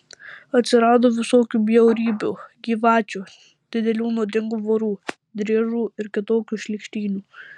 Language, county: Lithuanian, Tauragė